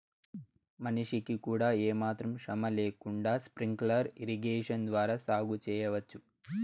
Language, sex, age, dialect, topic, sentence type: Telugu, male, 18-24, Southern, agriculture, statement